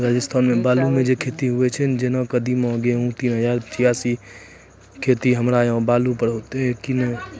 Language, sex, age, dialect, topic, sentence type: Maithili, male, 25-30, Angika, agriculture, question